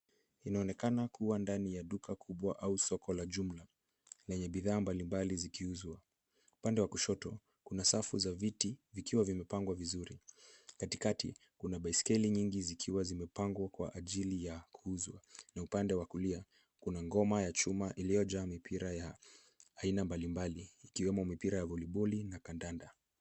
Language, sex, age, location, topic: Swahili, male, 18-24, Nairobi, finance